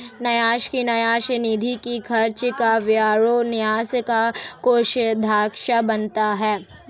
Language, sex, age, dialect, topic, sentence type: Hindi, female, 18-24, Marwari Dhudhari, banking, statement